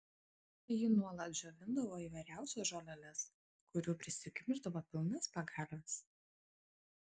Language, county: Lithuanian, Kaunas